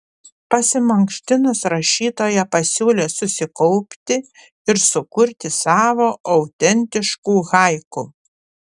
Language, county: Lithuanian, Panevėžys